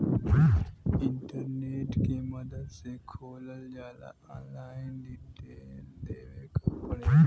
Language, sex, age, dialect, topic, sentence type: Bhojpuri, female, 18-24, Western, banking, statement